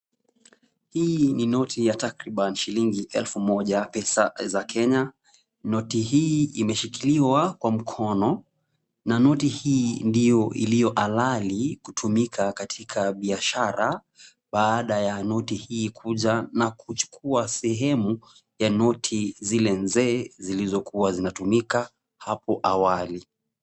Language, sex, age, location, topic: Swahili, male, 25-35, Kisumu, finance